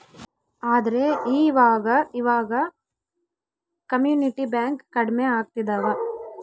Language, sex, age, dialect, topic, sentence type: Kannada, female, 18-24, Central, banking, statement